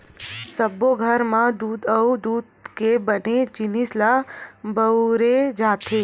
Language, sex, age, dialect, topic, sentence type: Chhattisgarhi, female, 18-24, Western/Budati/Khatahi, agriculture, statement